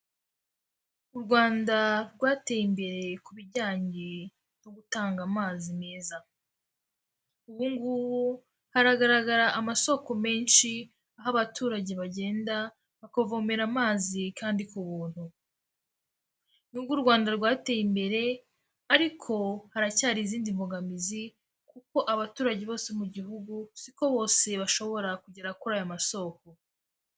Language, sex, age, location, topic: Kinyarwanda, female, 18-24, Kigali, health